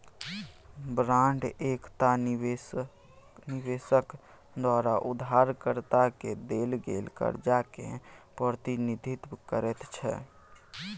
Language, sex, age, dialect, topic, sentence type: Maithili, male, 18-24, Bajjika, banking, statement